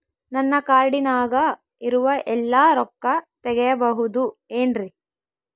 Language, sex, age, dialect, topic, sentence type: Kannada, female, 18-24, Central, banking, question